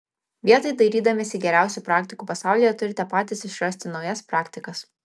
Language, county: Lithuanian, Kaunas